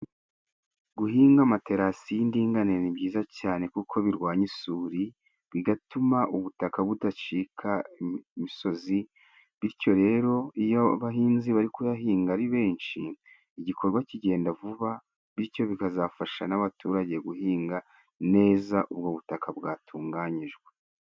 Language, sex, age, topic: Kinyarwanda, male, 36-49, agriculture